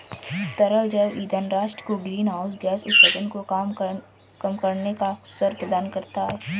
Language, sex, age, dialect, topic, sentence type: Hindi, female, 25-30, Marwari Dhudhari, agriculture, statement